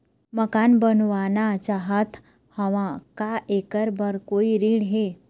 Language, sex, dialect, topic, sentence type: Chhattisgarhi, female, Eastern, banking, question